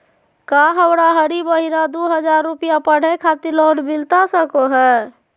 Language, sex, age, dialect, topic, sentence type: Magahi, female, 25-30, Southern, banking, question